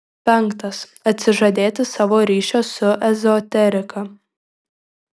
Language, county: Lithuanian, Šiauliai